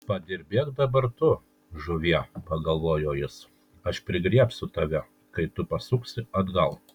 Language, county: Lithuanian, Kaunas